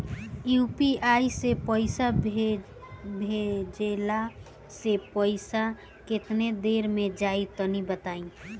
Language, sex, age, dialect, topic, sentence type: Bhojpuri, female, <18, Southern / Standard, banking, question